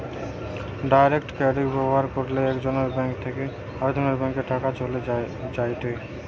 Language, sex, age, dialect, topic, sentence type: Bengali, male, 18-24, Western, banking, statement